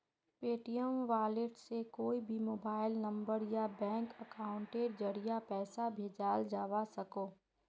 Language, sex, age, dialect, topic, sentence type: Magahi, female, 25-30, Northeastern/Surjapuri, banking, statement